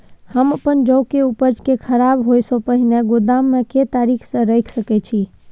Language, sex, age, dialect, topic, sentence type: Maithili, female, 18-24, Bajjika, agriculture, question